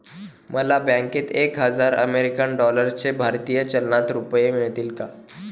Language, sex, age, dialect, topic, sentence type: Marathi, male, 18-24, Standard Marathi, banking, statement